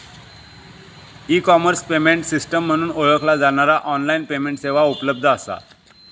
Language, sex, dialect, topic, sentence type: Marathi, male, Southern Konkan, banking, statement